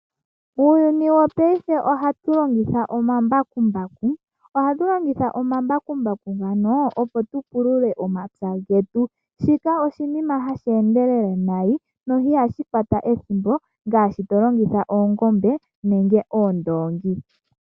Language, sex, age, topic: Oshiwambo, female, 18-24, agriculture